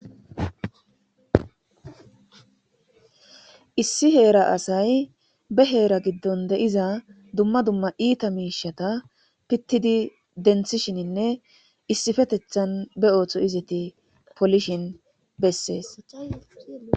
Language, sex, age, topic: Gamo, female, 18-24, government